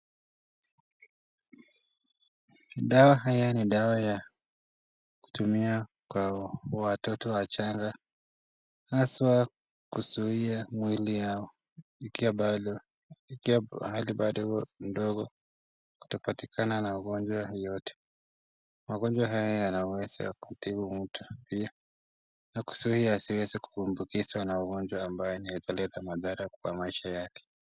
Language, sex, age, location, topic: Swahili, male, 18-24, Nakuru, health